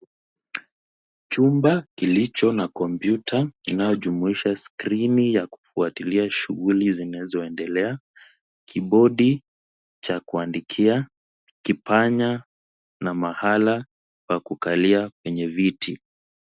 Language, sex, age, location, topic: Swahili, male, 18-24, Kisii, education